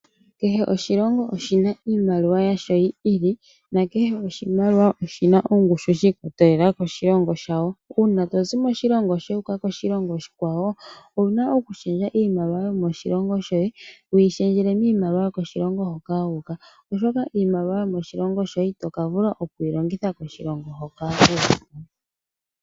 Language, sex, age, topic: Oshiwambo, female, 25-35, finance